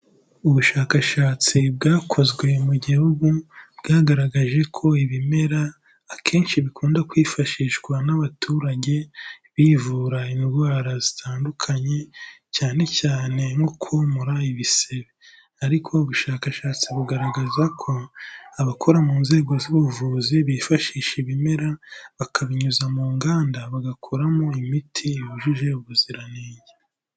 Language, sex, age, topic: Kinyarwanda, male, 18-24, health